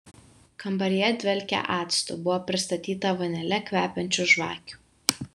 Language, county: Lithuanian, Vilnius